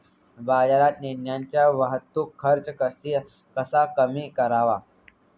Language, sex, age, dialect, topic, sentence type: Marathi, male, 18-24, Standard Marathi, agriculture, question